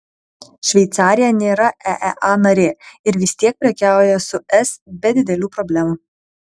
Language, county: Lithuanian, Kaunas